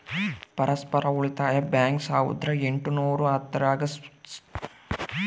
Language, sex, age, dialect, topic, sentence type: Kannada, male, 18-24, Central, banking, statement